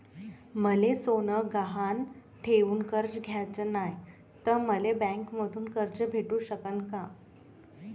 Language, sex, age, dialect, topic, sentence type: Marathi, male, 31-35, Varhadi, banking, question